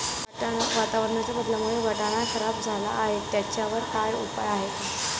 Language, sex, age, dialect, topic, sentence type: Marathi, female, 18-24, Standard Marathi, agriculture, question